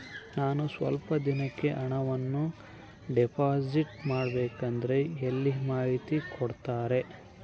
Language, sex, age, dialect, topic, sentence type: Kannada, male, 51-55, Central, banking, question